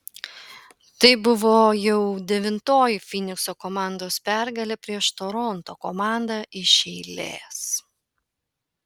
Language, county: Lithuanian, Panevėžys